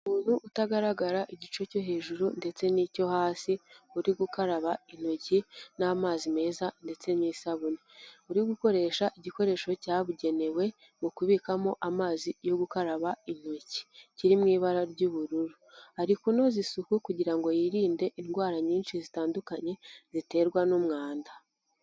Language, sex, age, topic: Kinyarwanda, female, 18-24, health